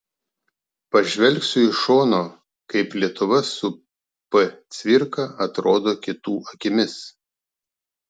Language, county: Lithuanian, Klaipėda